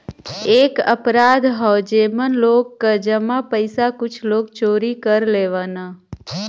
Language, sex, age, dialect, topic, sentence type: Bhojpuri, female, 25-30, Western, banking, statement